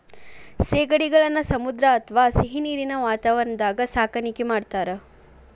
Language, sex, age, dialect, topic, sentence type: Kannada, female, 41-45, Dharwad Kannada, agriculture, statement